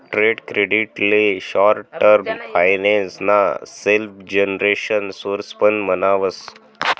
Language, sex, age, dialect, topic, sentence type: Marathi, male, 18-24, Northern Konkan, banking, statement